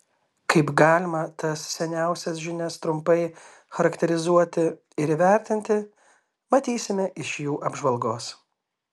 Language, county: Lithuanian, Kaunas